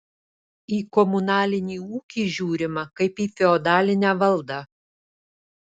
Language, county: Lithuanian, Alytus